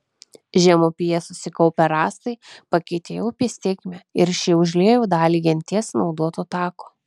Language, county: Lithuanian, Kaunas